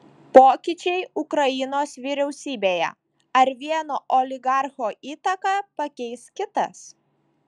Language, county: Lithuanian, Šiauliai